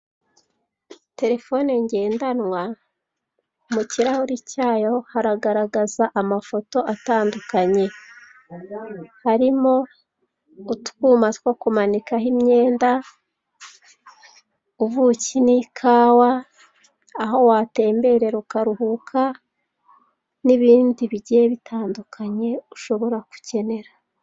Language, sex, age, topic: Kinyarwanda, female, 36-49, finance